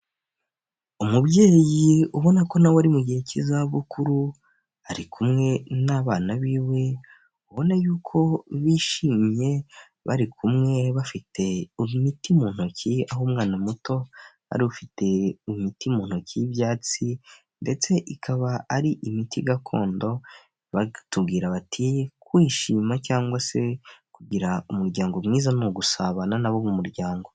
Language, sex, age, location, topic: Kinyarwanda, male, 18-24, Huye, health